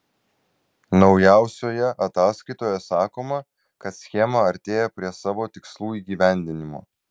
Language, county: Lithuanian, Vilnius